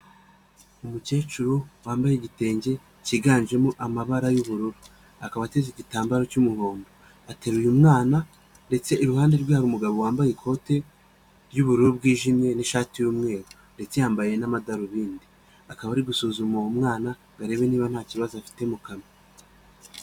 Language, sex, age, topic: Kinyarwanda, male, 25-35, health